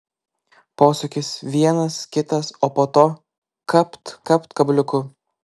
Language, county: Lithuanian, Klaipėda